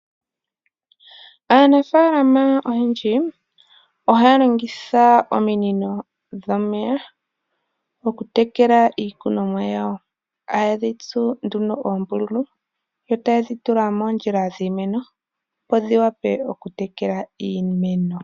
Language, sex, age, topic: Oshiwambo, male, 18-24, agriculture